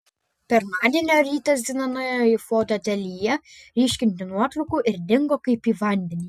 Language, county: Lithuanian, Panevėžys